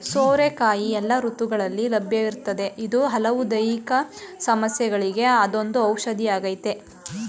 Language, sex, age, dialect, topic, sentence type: Kannada, female, 18-24, Mysore Kannada, agriculture, statement